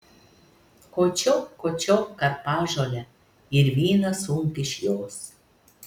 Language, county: Lithuanian, Telšiai